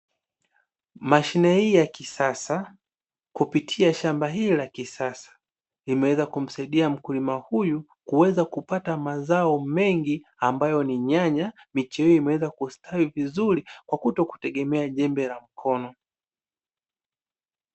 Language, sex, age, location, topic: Swahili, male, 25-35, Dar es Salaam, agriculture